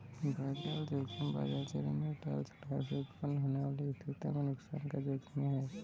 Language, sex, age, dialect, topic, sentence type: Hindi, male, 18-24, Kanauji Braj Bhasha, banking, statement